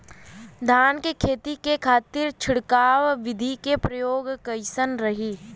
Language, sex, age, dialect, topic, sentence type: Bhojpuri, female, 18-24, Western, agriculture, question